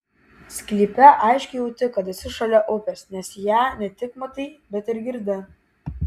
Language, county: Lithuanian, Vilnius